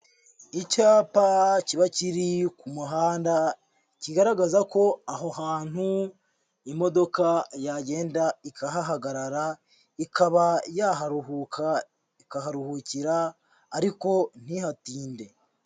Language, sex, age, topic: Kinyarwanda, male, 18-24, government